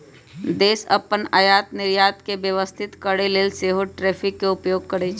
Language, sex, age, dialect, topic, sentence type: Magahi, female, 25-30, Western, banking, statement